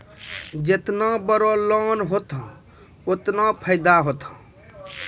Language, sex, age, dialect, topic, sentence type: Maithili, male, 25-30, Angika, banking, statement